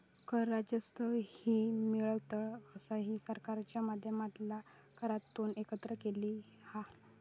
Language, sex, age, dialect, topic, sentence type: Marathi, female, 18-24, Southern Konkan, banking, statement